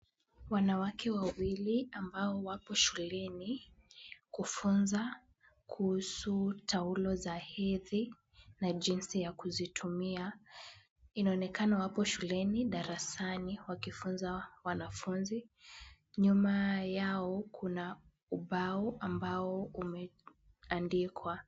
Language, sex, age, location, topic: Swahili, female, 18-24, Kisumu, health